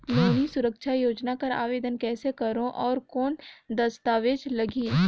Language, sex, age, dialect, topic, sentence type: Chhattisgarhi, female, 18-24, Northern/Bhandar, banking, question